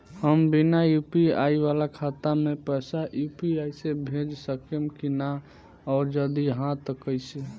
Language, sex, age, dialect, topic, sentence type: Bhojpuri, male, 18-24, Southern / Standard, banking, question